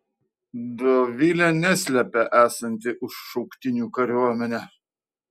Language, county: Lithuanian, Vilnius